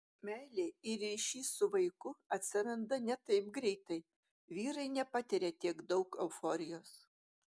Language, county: Lithuanian, Utena